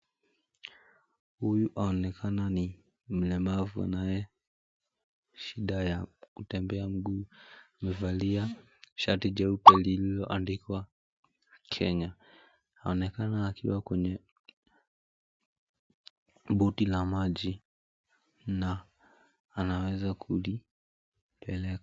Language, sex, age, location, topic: Swahili, male, 18-24, Mombasa, education